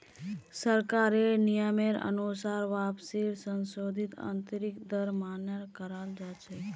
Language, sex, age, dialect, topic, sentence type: Magahi, female, 18-24, Northeastern/Surjapuri, banking, statement